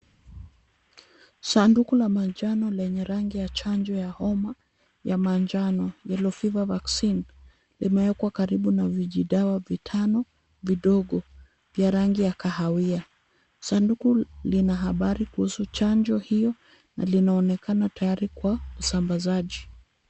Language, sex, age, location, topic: Swahili, female, 36-49, Kisumu, health